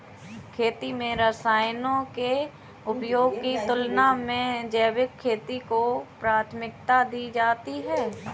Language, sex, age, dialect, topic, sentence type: Hindi, female, 18-24, Kanauji Braj Bhasha, agriculture, statement